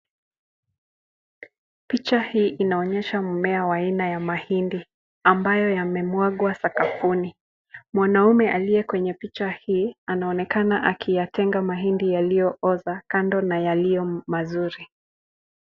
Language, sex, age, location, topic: Swahili, female, 25-35, Nakuru, agriculture